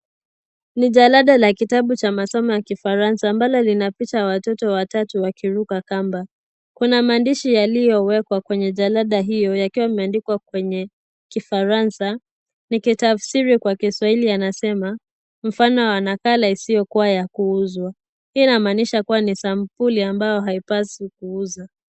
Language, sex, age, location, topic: Swahili, female, 18-24, Kisii, education